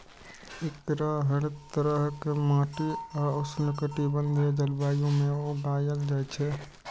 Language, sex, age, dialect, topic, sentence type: Maithili, male, 18-24, Eastern / Thethi, agriculture, statement